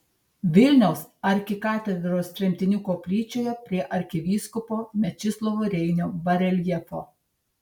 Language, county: Lithuanian, Tauragė